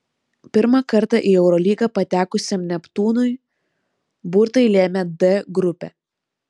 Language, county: Lithuanian, Vilnius